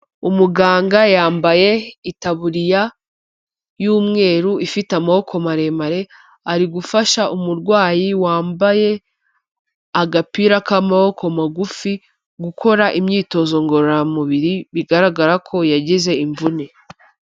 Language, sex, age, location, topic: Kinyarwanda, female, 25-35, Kigali, health